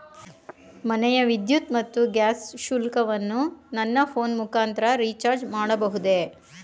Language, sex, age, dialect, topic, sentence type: Kannada, female, 41-45, Mysore Kannada, banking, question